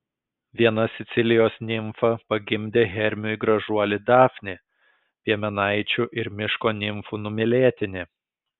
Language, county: Lithuanian, Kaunas